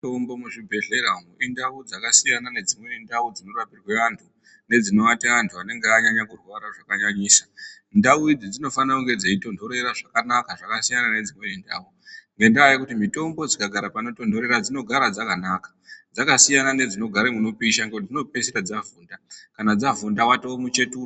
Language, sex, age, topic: Ndau, female, 36-49, health